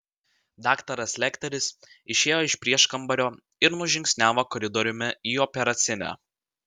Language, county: Lithuanian, Vilnius